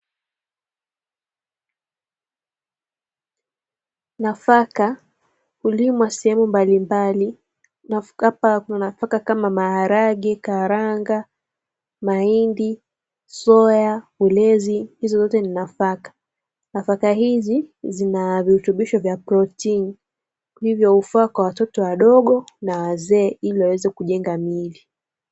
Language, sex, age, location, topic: Swahili, female, 18-24, Dar es Salaam, agriculture